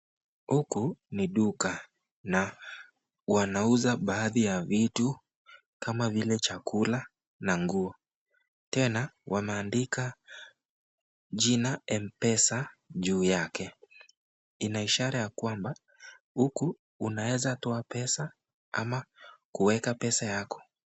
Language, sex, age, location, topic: Swahili, male, 18-24, Nakuru, finance